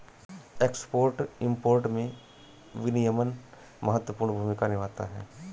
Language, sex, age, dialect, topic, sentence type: Hindi, male, 36-40, Awadhi Bundeli, banking, statement